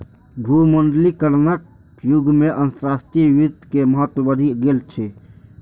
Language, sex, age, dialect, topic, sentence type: Maithili, male, 46-50, Eastern / Thethi, banking, statement